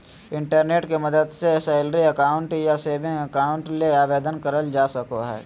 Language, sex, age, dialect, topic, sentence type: Magahi, male, 18-24, Southern, banking, statement